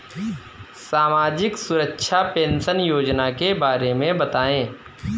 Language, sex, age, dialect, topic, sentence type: Hindi, male, 25-30, Kanauji Braj Bhasha, banking, question